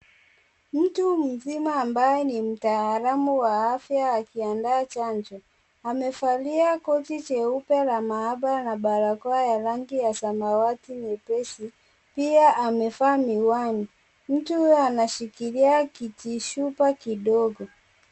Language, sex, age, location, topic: Swahili, female, 18-24, Kisii, health